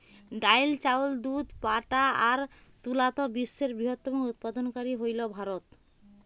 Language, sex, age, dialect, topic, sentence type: Bengali, female, 36-40, Rajbangshi, agriculture, statement